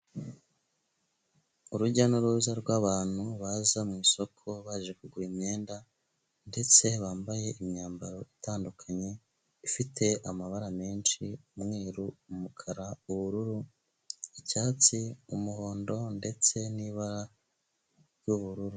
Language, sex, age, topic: Kinyarwanda, male, 25-35, finance